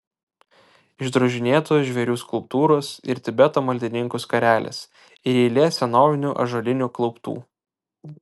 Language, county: Lithuanian, Vilnius